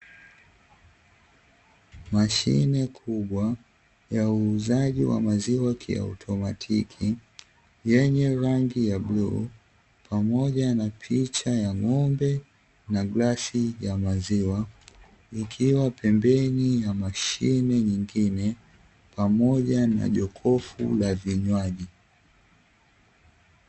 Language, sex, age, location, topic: Swahili, male, 18-24, Dar es Salaam, finance